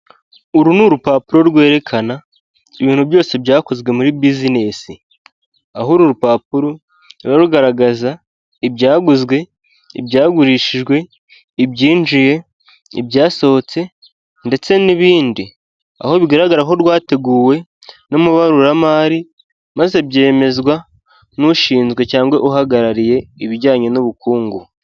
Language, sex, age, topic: Kinyarwanda, male, 18-24, finance